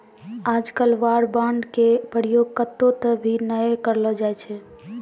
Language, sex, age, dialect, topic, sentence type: Maithili, female, 18-24, Angika, banking, statement